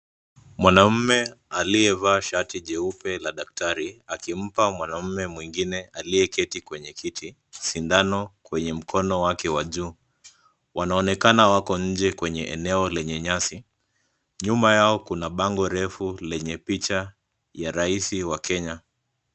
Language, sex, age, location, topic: Swahili, male, 25-35, Nairobi, health